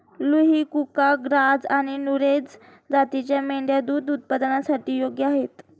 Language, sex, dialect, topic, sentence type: Marathi, female, Standard Marathi, agriculture, statement